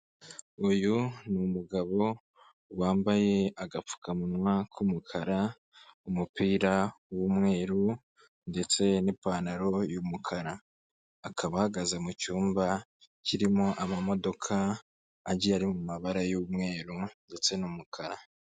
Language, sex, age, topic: Kinyarwanda, male, 25-35, finance